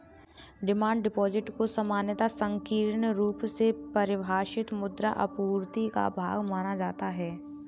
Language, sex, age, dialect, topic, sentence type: Hindi, female, 18-24, Kanauji Braj Bhasha, banking, statement